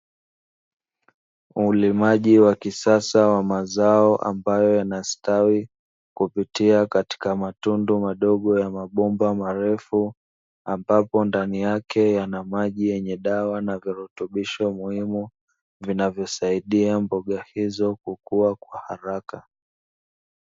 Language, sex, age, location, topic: Swahili, male, 25-35, Dar es Salaam, agriculture